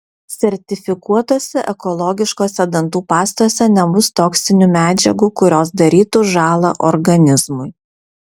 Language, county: Lithuanian, Vilnius